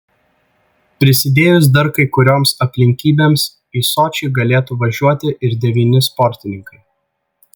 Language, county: Lithuanian, Vilnius